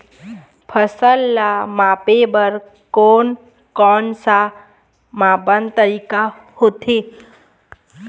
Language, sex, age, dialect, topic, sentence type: Chhattisgarhi, female, 18-24, Eastern, agriculture, question